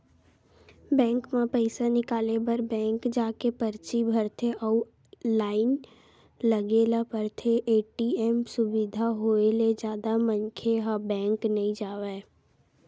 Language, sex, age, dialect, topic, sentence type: Chhattisgarhi, female, 18-24, Western/Budati/Khatahi, banking, statement